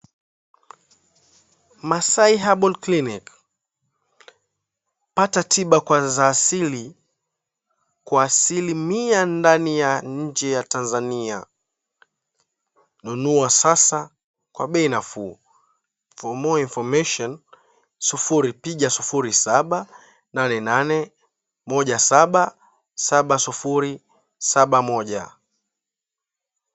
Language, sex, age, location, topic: Swahili, male, 18-24, Mombasa, health